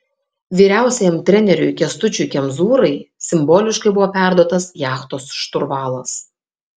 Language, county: Lithuanian, Kaunas